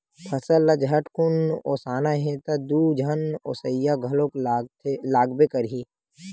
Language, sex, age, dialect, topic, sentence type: Chhattisgarhi, male, 41-45, Western/Budati/Khatahi, agriculture, statement